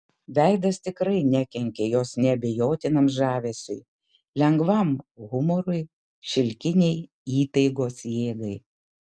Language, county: Lithuanian, Kaunas